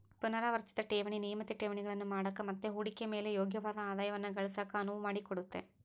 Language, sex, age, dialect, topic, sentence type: Kannada, female, 18-24, Central, banking, statement